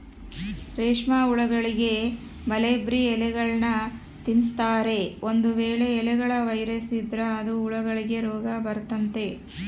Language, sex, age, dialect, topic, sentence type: Kannada, female, 36-40, Central, agriculture, statement